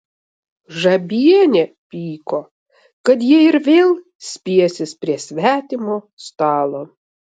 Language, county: Lithuanian, Vilnius